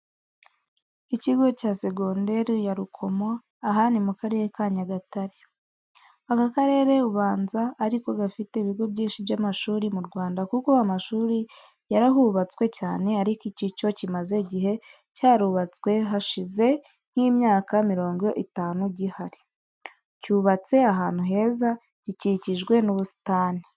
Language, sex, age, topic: Kinyarwanda, female, 25-35, education